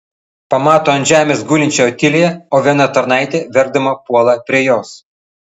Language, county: Lithuanian, Vilnius